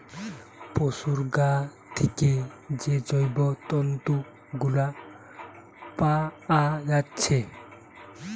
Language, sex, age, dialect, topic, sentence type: Bengali, male, 18-24, Western, agriculture, statement